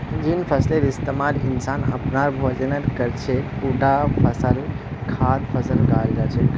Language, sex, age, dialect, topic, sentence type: Magahi, male, 25-30, Northeastern/Surjapuri, agriculture, statement